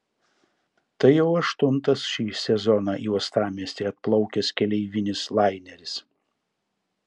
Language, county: Lithuanian, Šiauliai